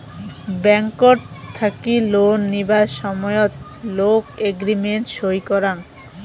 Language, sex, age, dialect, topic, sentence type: Bengali, female, 18-24, Rajbangshi, banking, statement